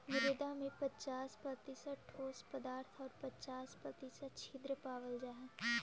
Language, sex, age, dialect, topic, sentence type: Magahi, female, 18-24, Central/Standard, agriculture, statement